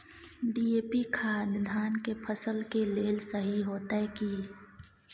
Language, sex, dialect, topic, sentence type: Maithili, female, Bajjika, agriculture, question